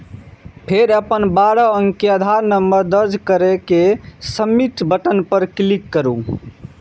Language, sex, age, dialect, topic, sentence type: Maithili, male, 18-24, Eastern / Thethi, banking, statement